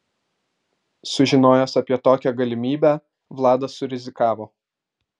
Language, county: Lithuanian, Vilnius